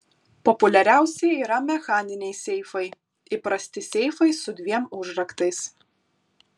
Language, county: Lithuanian, Kaunas